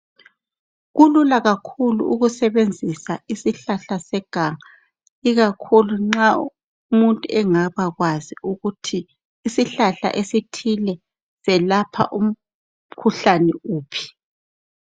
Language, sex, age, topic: North Ndebele, female, 36-49, health